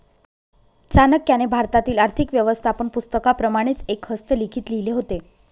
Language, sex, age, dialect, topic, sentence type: Marathi, female, 36-40, Northern Konkan, banking, statement